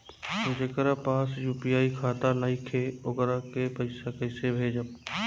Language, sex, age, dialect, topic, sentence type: Bhojpuri, male, 25-30, Southern / Standard, banking, question